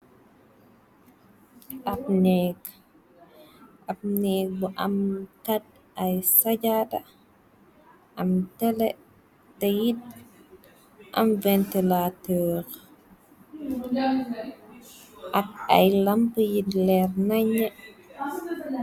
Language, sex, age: Wolof, female, 18-24